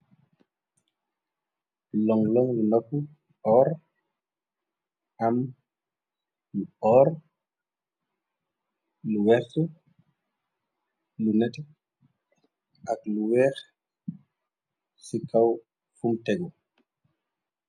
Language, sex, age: Wolof, male, 25-35